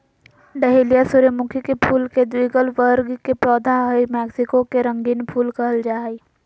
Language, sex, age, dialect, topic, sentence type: Magahi, female, 18-24, Southern, agriculture, statement